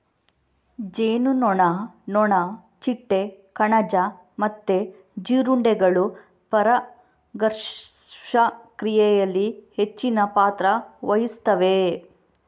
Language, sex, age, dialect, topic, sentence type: Kannada, female, 18-24, Coastal/Dakshin, agriculture, statement